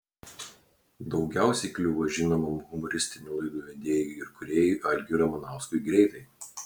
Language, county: Lithuanian, Klaipėda